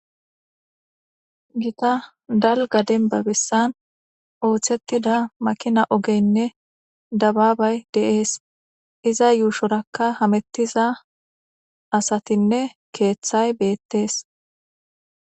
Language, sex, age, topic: Gamo, female, 18-24, government